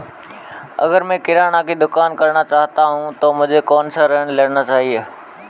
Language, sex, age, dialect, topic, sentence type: Hindi, male, 18-24, Marwari Dhudhari, banking, question